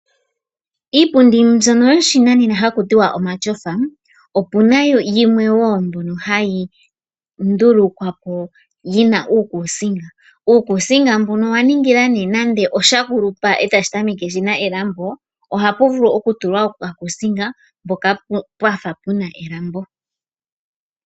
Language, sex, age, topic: Oshiwambo, female, 25-35, finance